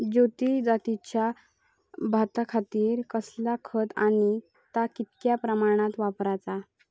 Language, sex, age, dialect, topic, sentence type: Marathi, female, 31-35, Southern Konkan, agriculture, question